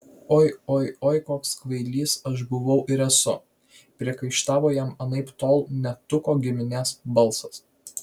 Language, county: Lithuanian, Vilnius